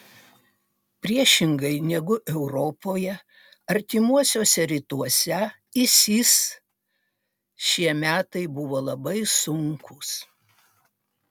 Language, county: Lithuanian, Utena